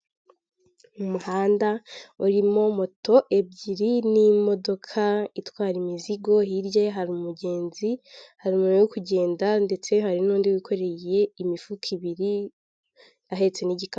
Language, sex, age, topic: Kinyarwanda, female, 18-24, government